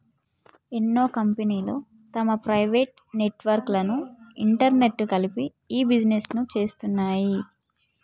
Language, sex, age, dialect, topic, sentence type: Telugu, female, 18-24, Telangana, banking, statement